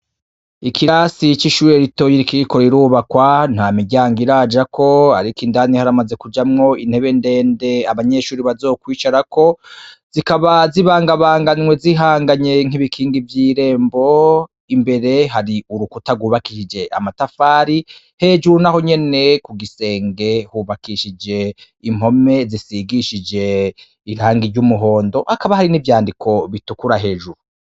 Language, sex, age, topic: Rundi, male, 36-49, education